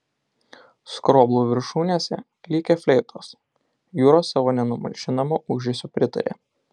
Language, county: Lithuanian, Alytus